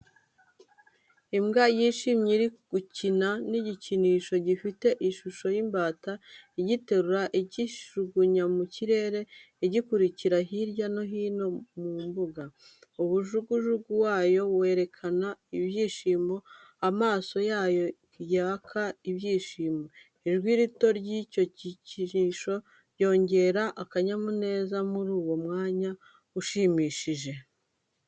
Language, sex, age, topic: Kinyarwanda, female, 25-35, education